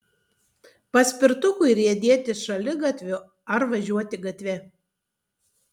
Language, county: Lithuanian, Tauragė